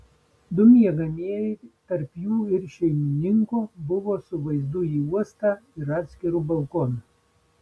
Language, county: Lithuanian, Vilnius